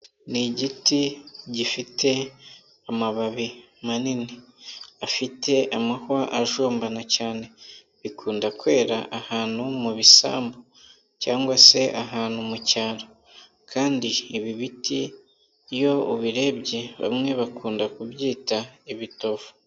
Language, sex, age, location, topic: Kinyarwanda, male, 18-24, Nyagatare, health